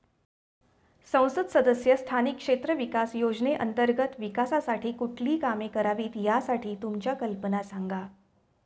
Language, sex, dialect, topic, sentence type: Marathi, female, Standard Marathi, banking, statement